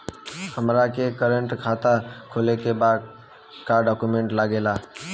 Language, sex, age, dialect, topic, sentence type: Bhojpuri, male, 18-24, Western, banking, question